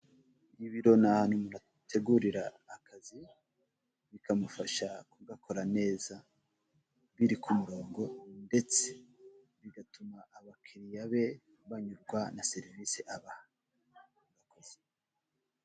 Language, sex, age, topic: Kinyarwanda, male, 36-49, finance